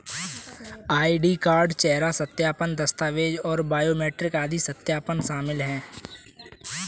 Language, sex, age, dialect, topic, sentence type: Hindi, male, 18-24, Kanauji Braj Bhasha, banking, statement